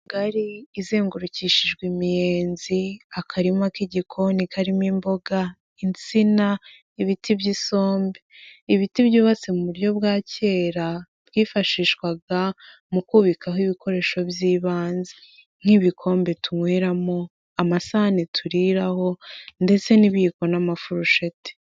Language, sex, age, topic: Kinyarwanda, female, 18-24, health